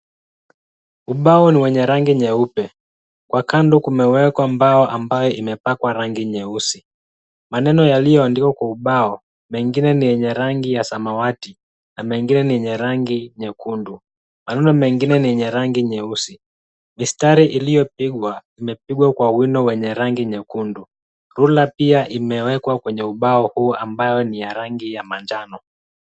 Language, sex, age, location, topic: Swahili, male, 25-35, Kisumu, education